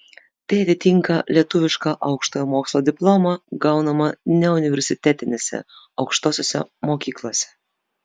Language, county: Lithuanian, Vilnius